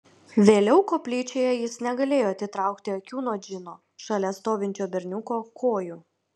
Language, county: Lithuanian, Vilnius